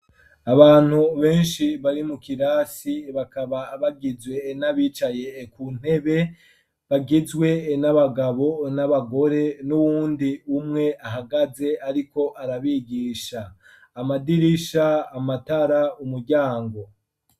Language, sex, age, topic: Rundi, male, 25-35, education